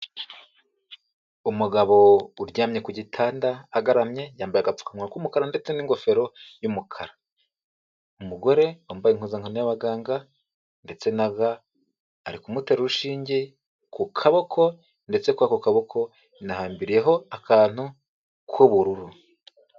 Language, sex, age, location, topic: Kinyarwanda, male, 18-24, Kigali, health